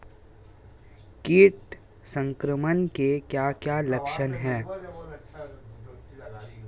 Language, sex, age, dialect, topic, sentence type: Hindi, male, 18-24, Marwari Dhudhari, agriculture, question